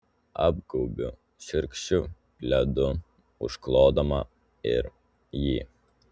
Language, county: Lithuanian, Telšiai